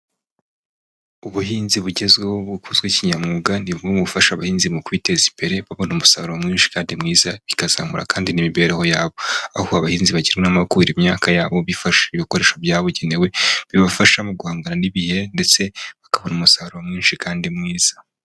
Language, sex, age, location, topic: Kinyarwanda, male, 25-35, Huye, agriculture